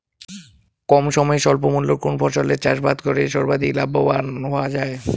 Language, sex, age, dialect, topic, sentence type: Bengali, male, 18-24, Rajbangshi, agriculture, question